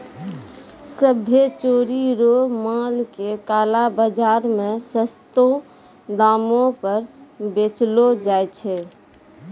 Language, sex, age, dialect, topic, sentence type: Maithili, female, 31-35, Angika, banking, statement